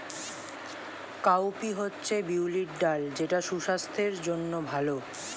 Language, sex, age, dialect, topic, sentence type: Bengali, male, 18-24, Standard Colloquial, agriculture, statement